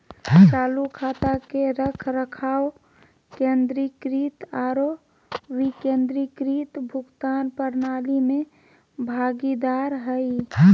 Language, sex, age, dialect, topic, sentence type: Magahi, male, 31-35, Southern, banking, statement